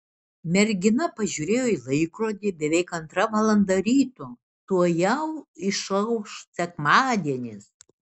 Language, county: Lithuanian, Šiauliai